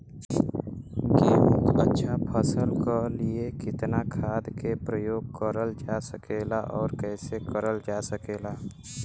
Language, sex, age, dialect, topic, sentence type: Bhojpuri, male, 18-24, Western, agriculture, question